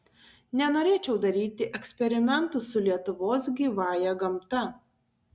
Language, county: Lithuanian, Tauragė